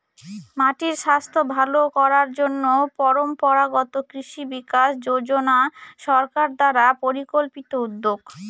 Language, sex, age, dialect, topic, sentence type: Bengali, female, 18-24, Northern/Varendri, agriculture, statement